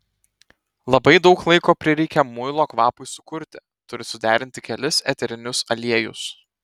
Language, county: Lithuanian, Telšiai